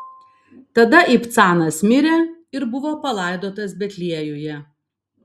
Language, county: Lithuanian, Vilnius